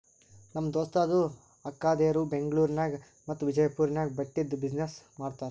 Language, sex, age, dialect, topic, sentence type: Kannada, male, 18-24, Northeastern, banking, statement